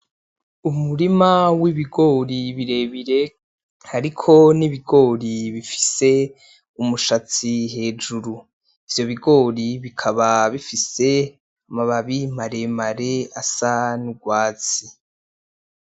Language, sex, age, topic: Rundi, male, 18-24, agriculture